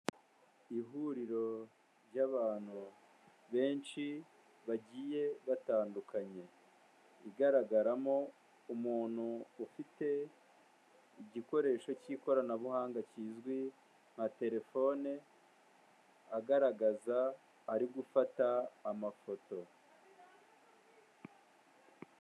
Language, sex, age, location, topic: Kinyarwanda, male, 18-24, Kigali, government